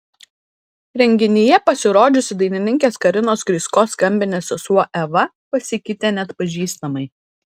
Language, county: Lithuanian, Klaipėda